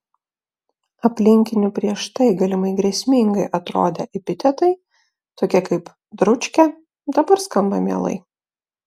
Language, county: Lithuanian, Klaipėda